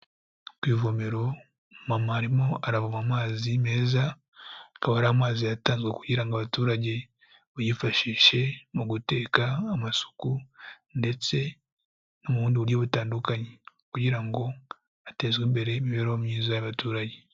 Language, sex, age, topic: Kinyarwanda, male, 18-24, health